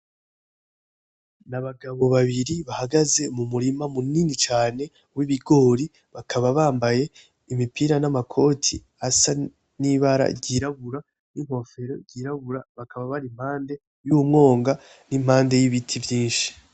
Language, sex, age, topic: Rundi, male, 18-24, agriculture